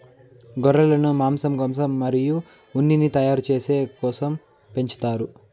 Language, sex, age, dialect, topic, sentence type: Telugu, male, 18-24, Southern, agriculture, statement